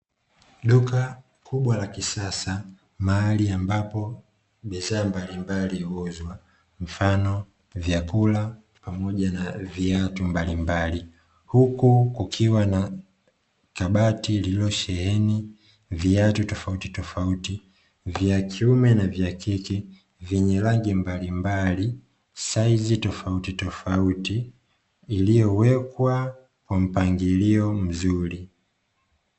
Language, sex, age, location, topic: Swahili, male, 25-35, Dar es Salaam, finance